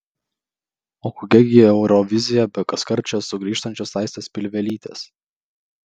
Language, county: Lithuanian, Vilnius